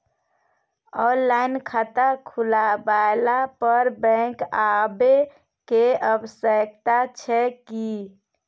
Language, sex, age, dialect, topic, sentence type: Maithili, female, 60-100, Bajjika, banking, question